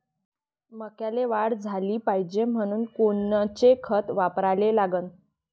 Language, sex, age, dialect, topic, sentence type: Marathi, female, 31-35, Varhadi, agriculture, question